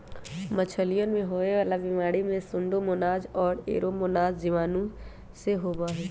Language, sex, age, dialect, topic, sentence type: Magahi, male, 18-24, Western, agriculture, statement